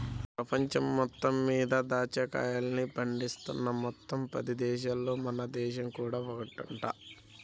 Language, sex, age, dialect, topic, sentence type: Telugu, male, 25-30, Central/Coastal, agriculture, statement